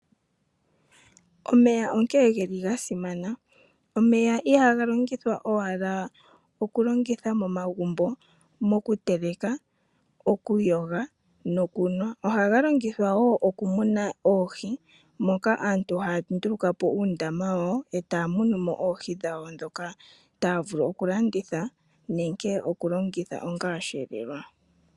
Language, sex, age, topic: Oshiwambo, female, 25-35, agriculture